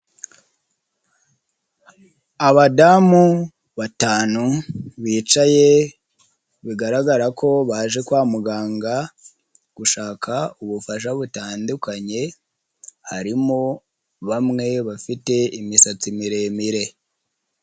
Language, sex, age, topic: Kinyarwanda, male, 25-35, health